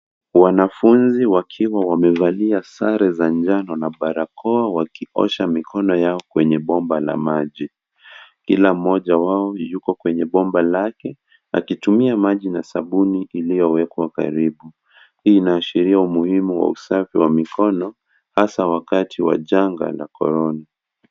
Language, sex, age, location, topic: Swahili, male, 25-35, Kisii, health